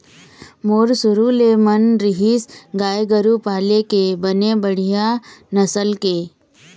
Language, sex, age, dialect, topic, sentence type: Chhattisgarhi, female, 25-30, Eastern, agriculture, statement